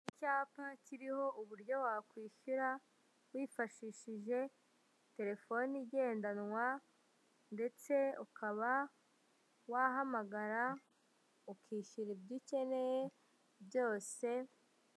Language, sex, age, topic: Kinyarwanda, male, 18-24, finance